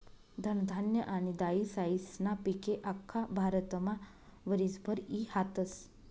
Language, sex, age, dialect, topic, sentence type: Marathi, female, 25-30, Northern Konkan, agriculture, statement